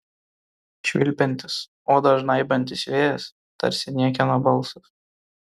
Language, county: Lithuanian, Kaunas